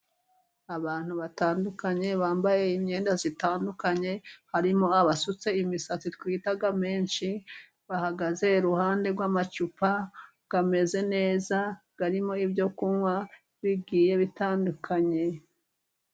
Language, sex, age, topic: Kinyarwanda, female, 25-35, finance